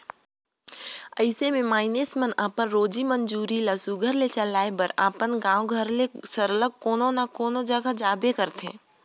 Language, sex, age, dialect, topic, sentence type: Chhattisgarhi, female, 18-24, Northern/Bhandar, agriculture, statement